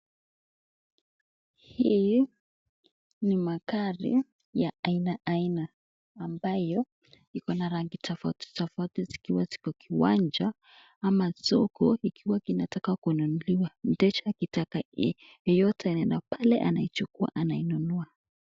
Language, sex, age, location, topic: Swahili, female, 18-24, Nakuru, finance